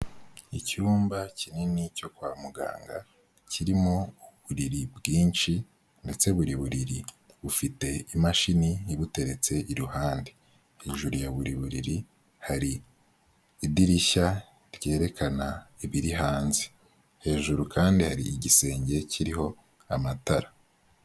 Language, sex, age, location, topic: Kinyarwanda, male, 18-24, Kigali, health